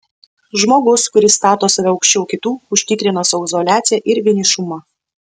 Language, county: Lithuanian, Vilnius